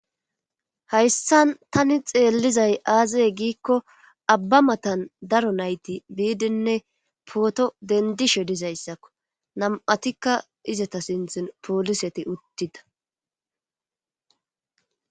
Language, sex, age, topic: Gamo, female, 25-35, government